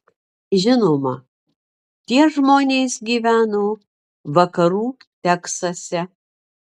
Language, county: Lithuanian, Marijampolė